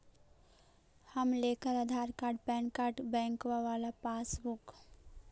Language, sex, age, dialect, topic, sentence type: Magahi, female, 18-24, Central/Standard, banking, question